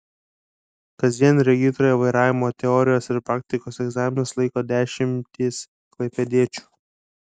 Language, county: Lithuanian, Kaunas